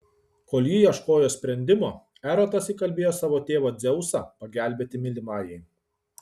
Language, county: Lithuanian, Kaunas